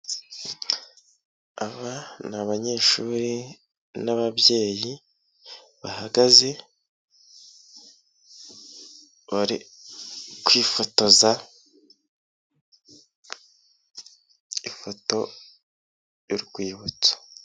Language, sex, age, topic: Kinyarwanda, male, 25-35, education